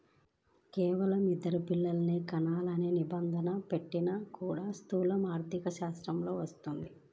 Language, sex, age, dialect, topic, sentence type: Telugu, female, 25-30, Central/Coastal, banking, statement